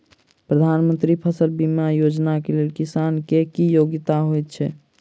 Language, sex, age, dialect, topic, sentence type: Maithili, male, 46-50, Southern/Standard, agriculture, question